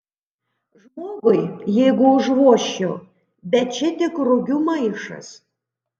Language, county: Lithuanian, Panevėžys